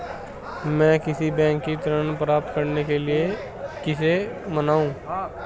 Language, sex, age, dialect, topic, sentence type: Hindi, male, 25-30, Hindustani Malvi Khadi Boli, banking, question